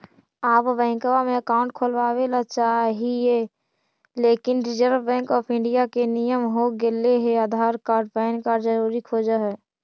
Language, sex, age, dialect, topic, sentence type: Magahi, female, 25-30, Central/Standard, banking, question